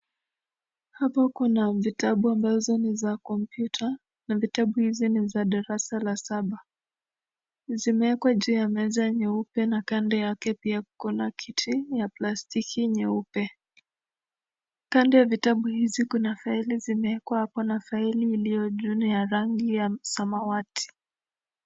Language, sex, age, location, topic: Swahili, male, 18-24, Nakuru, education